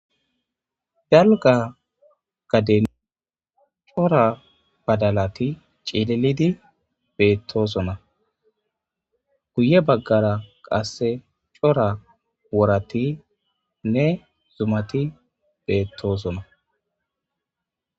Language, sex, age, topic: Gamo, female, 25-35, agriculture